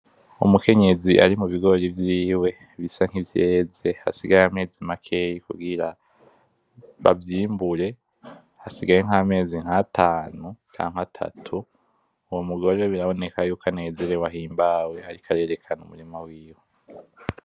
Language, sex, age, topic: Rundi, male, 18-24, agriculture